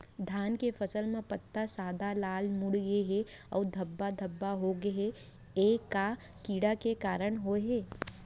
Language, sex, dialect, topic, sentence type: Chhattisgarhi, female, Central, agriculture, question